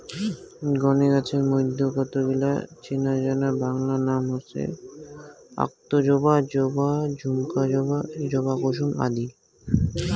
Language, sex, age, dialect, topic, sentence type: Bengali, male, 18-24, Rajbangshi, agriculture, statement